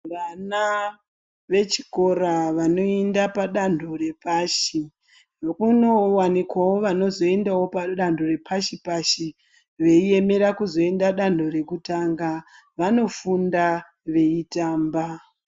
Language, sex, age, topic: Ndau, female, 36-49, education